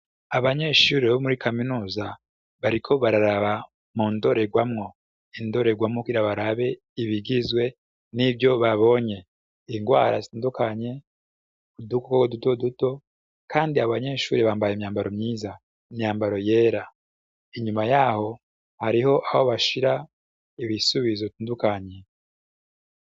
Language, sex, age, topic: Rundi, male, 25-35, education